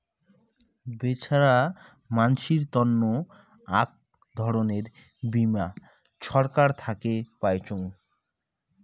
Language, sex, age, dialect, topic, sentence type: Bengali, male, 18-24, Rajbangshi, banking, statement